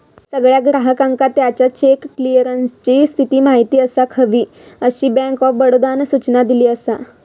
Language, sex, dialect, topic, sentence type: Marathi, female, Southern Konkan, banking, statement